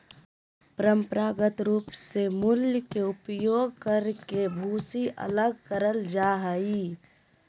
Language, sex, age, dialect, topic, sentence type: Magahi, female, 46-50, Southern, agriculture, statement